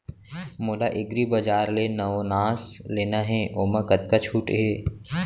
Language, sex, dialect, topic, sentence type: Chhattisgarhi, male, Central, agriculture, question